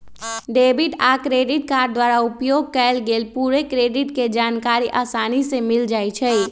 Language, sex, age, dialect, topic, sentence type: Magahi, male, 18-24, Western, banking, statement